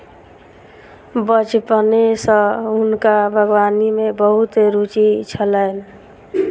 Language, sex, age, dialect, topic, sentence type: Maithili, female, 31-35, Southern/Standard, agriculture, statement